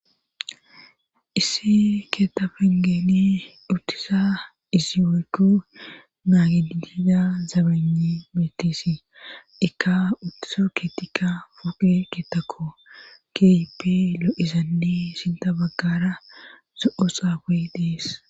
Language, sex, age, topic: Gamo, female, 36-49, government